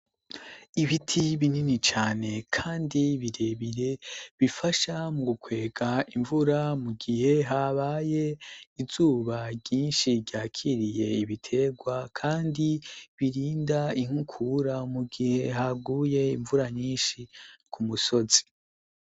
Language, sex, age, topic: Rundi, male, 18-24, education